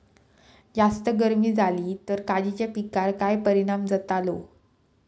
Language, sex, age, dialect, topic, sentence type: Marathi, female, 18-24, Southern Konkan, agriculture, question